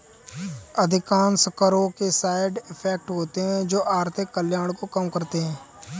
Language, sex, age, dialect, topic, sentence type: Hindi, male, 18-24, Kanauji Braj Bhasha, banking, statement